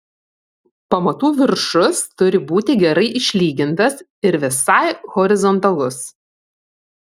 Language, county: Lithuanian, Vilnius